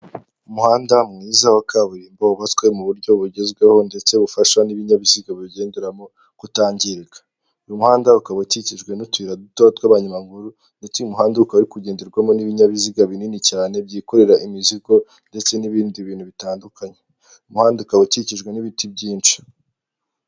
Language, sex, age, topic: Kinyarwanda, male, 18-24, government